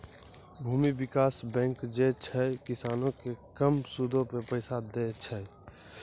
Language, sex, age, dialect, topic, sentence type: Maithili, male, 18-24, Angika, banking, statement